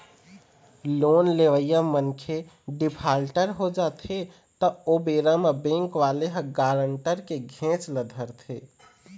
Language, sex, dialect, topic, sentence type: Chhattisgarhi, male, Eastern, banking, statement